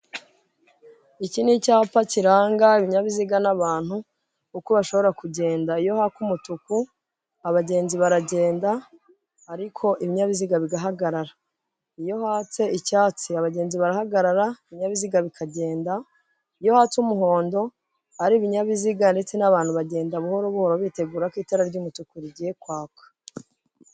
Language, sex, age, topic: Kinyarwanda, female, 25-35, government